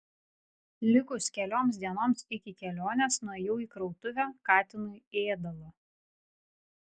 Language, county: Lithuanian, Vilnius